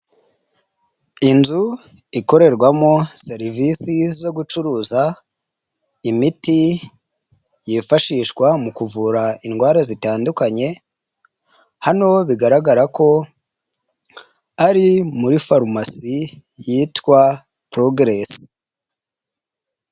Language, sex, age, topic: Kinyarwanda, male, 25-35, health